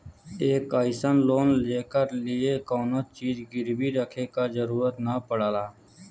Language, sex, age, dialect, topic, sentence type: Bhojpuri, male, 18-24, Western, banking, statement